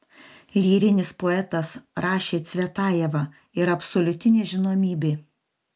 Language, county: Lithuanian, Panevėžys